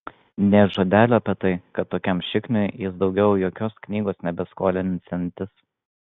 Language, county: Lithuanian, Vilnius